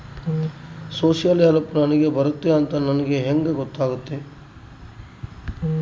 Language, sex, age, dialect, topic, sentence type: Kannada, male, 31-35, Central, banking, question